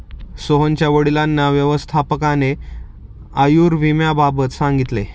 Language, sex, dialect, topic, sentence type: Marathi, male, Standard Marathi, banking, statement